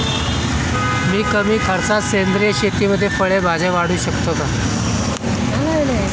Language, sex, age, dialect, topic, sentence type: Marathi, male, 18-24, Standard Marathi, agriculture, question